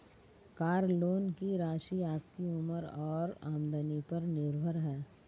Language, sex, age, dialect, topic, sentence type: Hindi, female, 36-40, Marwari Dhudhari, banking, statement